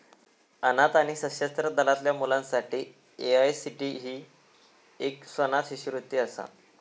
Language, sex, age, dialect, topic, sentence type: Marathi, male, 18-24, Southern Konkan, banking, statement